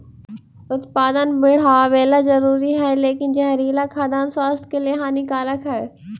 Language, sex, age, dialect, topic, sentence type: Magahi, female, 18-24, Central/Standard, agriculture, statement